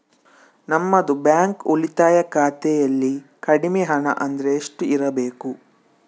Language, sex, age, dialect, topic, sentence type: Kannada, male, 18-24, Coastal/Dakshin, banking, question